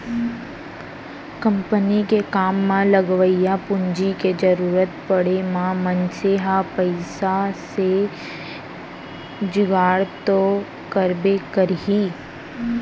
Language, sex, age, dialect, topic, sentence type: Chhattisgarhi, female, 60-100, Central, banking, statement